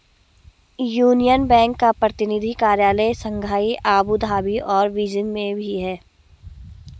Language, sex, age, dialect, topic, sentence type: Hindi, female, 31-35, Garhwali, banking, statement